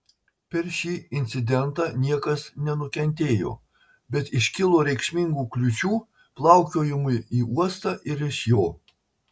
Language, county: Lithuanian, Marijampolė